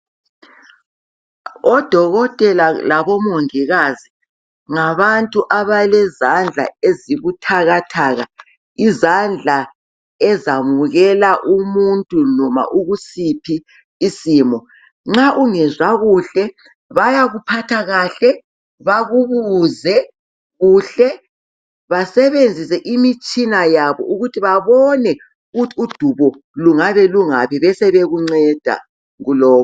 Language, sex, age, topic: North Ndebele, female, 50+, health